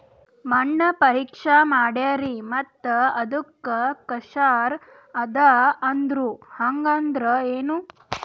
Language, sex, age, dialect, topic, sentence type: Kannada, female, 18-24, Northeastern, agriculture, question